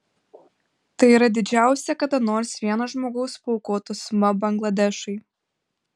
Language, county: Lithuanian, Panevėžys